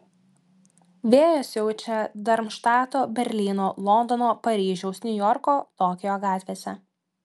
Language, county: Lithuanian, Klaipėda